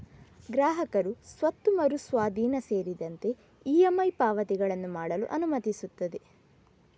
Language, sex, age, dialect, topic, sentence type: Kannada, female, 31-35, Coastal/Dakshin, banking, statement